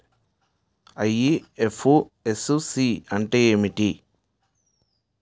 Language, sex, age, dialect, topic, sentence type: Telugu, male, 18-24, Utterandhra, banking, question